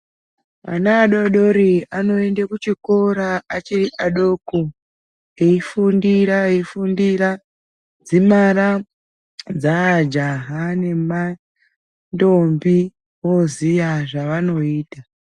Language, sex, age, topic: Ndau, female, 36-49, education